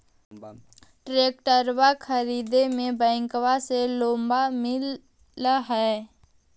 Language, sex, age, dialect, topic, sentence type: Magahi, male, 18-24, Central/Standard, agriculture, question